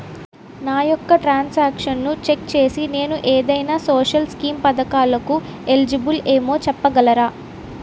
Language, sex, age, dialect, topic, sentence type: Telugu, female, 18-24, Utterandhra, banking, question